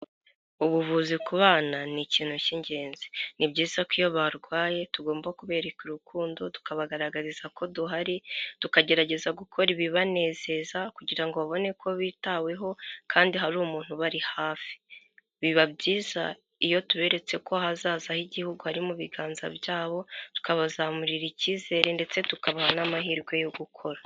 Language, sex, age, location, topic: Kinyarwanda, female, 25-35, Kigali, health